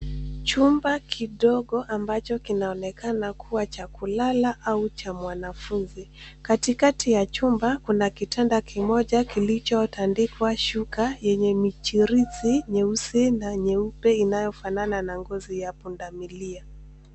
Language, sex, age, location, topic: Swahili, female, 25-35, Nairobi, education